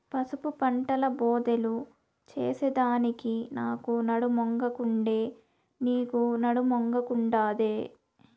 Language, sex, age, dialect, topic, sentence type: Telugu, female, 18-24, Southern, agriculture, statement